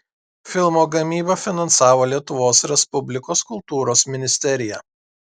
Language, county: Lithuanian, Klaipėda